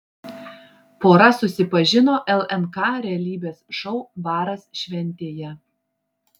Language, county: Lithuanian, Klaipėda